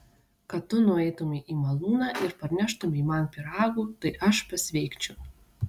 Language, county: Lithuanian, Vilnius